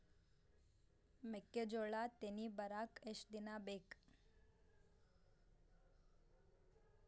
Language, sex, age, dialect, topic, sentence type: Kannada, female, 18-24, Dharwad Kannada, agriculture, question